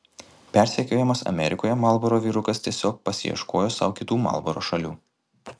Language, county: Lithuanian, Kaunas